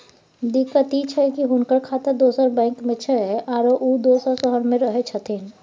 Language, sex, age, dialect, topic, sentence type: Maithili, female, 36-40, Bajjika, banking, question